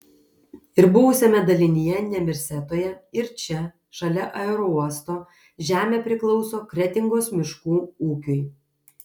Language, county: Lithuanian, Kaunas